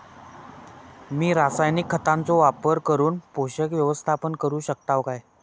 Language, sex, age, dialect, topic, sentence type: Marathi, male, 18-24, Southern Konkan, agriculture, question